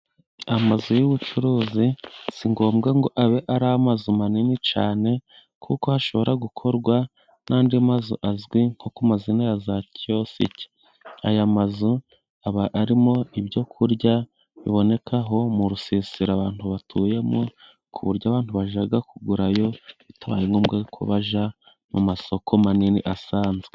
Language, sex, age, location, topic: Kinyarwanda, male, 25-35, Musanze, finance